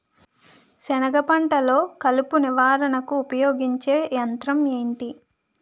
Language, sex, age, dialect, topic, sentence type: Telugu, female, 25-30, Utterandhra, agriculture, question